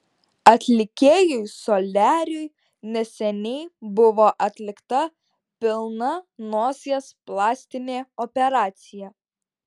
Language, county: Lithuanian, Šiauliai